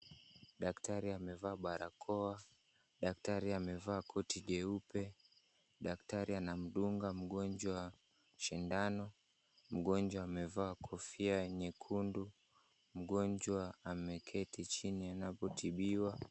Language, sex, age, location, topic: Swahili, male, 18-24, Kisumu, health